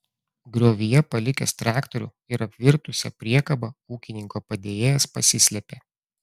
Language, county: Lithuanian, Klaipėda